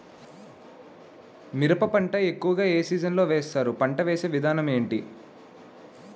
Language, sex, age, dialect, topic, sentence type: Telugu, male, 18-24, Utterandhra, agriculture, question